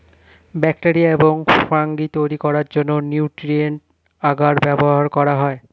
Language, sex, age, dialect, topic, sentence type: Bengali, male, 25-30, Standard Colloquial, agriculture, statement